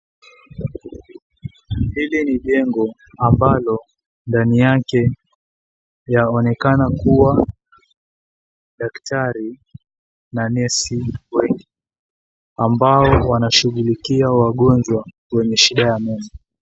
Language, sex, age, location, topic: Swahili, female, 18-24, Mombasa, health